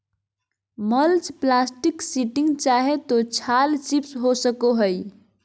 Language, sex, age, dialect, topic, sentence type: Magahi, female, 41-45, Southern, agriculture, statement